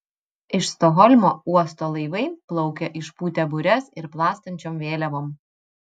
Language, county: Lithuanian, Vilnius